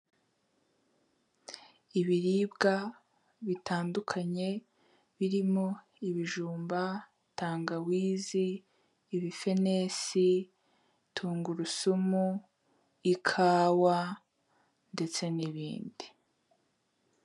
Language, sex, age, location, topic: Kinyarwanda, female, 18-24, Kigali, health